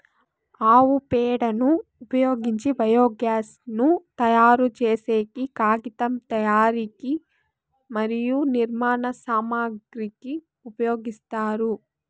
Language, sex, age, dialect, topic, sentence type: Telugu, female, 25-30, Southern, agriculture, statement